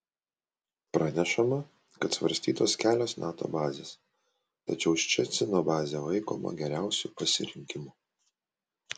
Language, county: Lithuanian, Kaunas